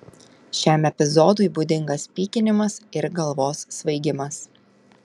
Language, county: Lithuanian, Telšiai